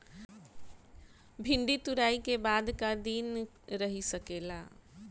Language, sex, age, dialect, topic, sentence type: Bhojpuri, female, 41-45, Northern, agriculture, question